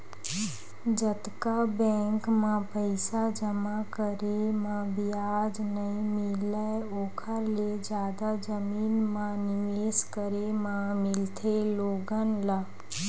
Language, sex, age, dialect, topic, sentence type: Chhattisgarhi, female, 18-24, Western/Budati/Khatahi, banking, statement